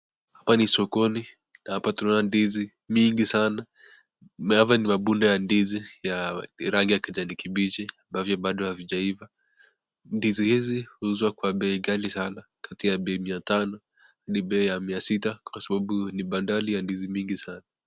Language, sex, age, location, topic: Swahili, male, 18-24, Nakuru, agriculture